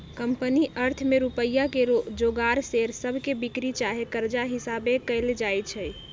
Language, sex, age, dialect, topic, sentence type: Magahi, female, 31-35, Western, banking, statement